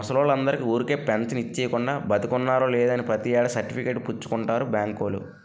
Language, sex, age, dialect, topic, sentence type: Telugu, male, 25-30, Utterandhra, banking, statement